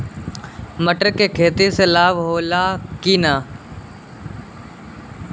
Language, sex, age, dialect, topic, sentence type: Bhojpuri, male, 18-24, Southern / Standard, agriculture, question